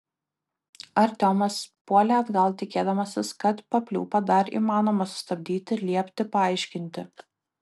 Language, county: Lithuanian, Kaunas